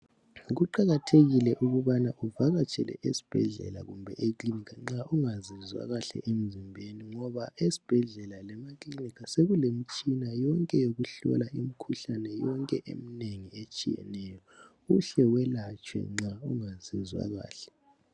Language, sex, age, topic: North Ndebele, male, 18-24, health